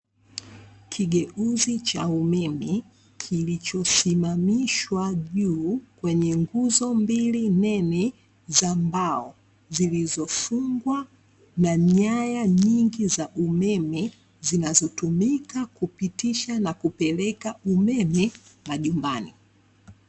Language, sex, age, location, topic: Swahili, female, 25-35, Dar es Salaam, government